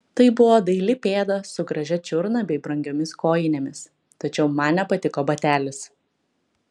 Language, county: Lithuanian, Klaipėda